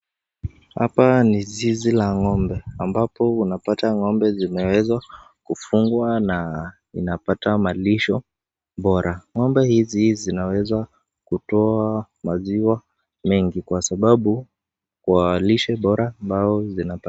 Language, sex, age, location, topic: Swahili, male, 18-24, Nakuru, agriculture